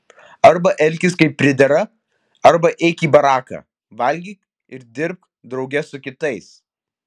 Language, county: Lithuanian, Vilnius